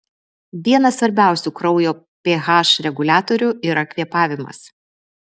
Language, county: Lithuanian, Vilnius